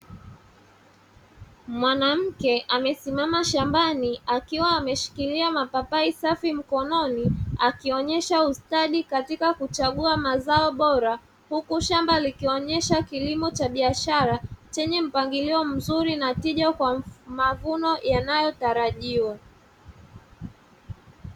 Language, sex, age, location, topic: Swahili, male, 25-35, Dar es Salaam, agriculture